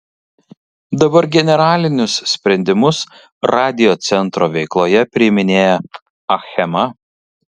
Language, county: Lithuanian, Kaunas